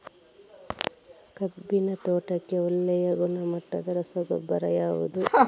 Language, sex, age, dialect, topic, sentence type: Kannada, female, 36-40, Coastal/Dakshin, agriculture, question